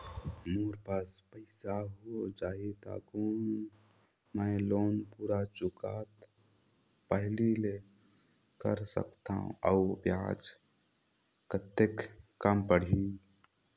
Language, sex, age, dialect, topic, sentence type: Chhattisgarhi, male, 18-24, Northern/Bhandar, banking, question